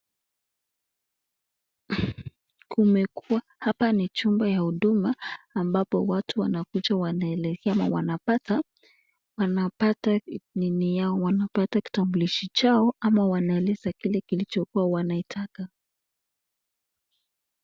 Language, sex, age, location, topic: Swahili, female, 25-35, Nakuru, government